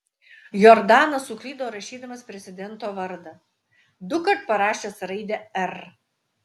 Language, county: Lithuanian, Utena